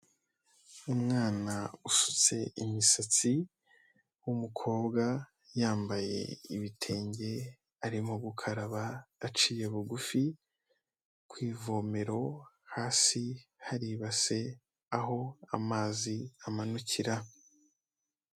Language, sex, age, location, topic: Kinyarwanda, male, 18-24, Kigali, health